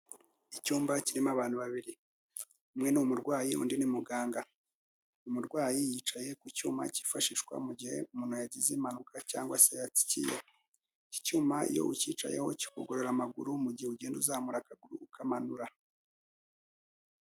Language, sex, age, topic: Kinyarwanda, male, 25-35, health